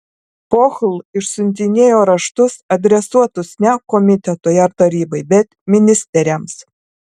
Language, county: Lithuanian, Alytus